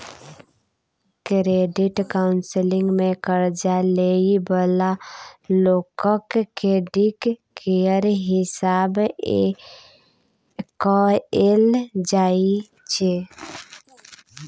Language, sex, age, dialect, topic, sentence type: Maithili, female, 25-30, Bajjika, banking, statement